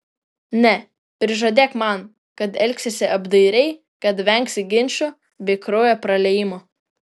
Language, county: Lithuanian, Vilnius